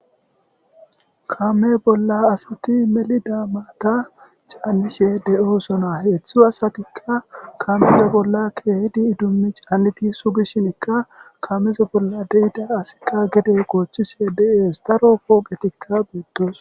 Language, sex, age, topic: Gamo, male, 25-35, government